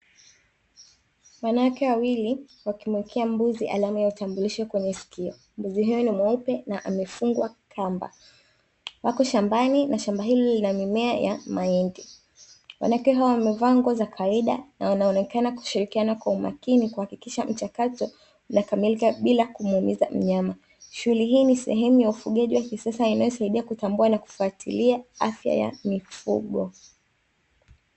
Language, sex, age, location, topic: Swahili, female, 25-35, Dar es Salaam, agriculture